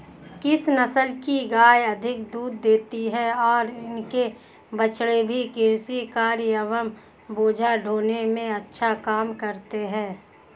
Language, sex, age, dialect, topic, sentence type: Hindi, female, 31-35, Hindustani Malvi Khadi Boli, agriculture, question